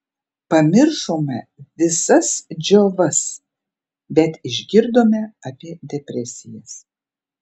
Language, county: Lithuanian, Panevėžys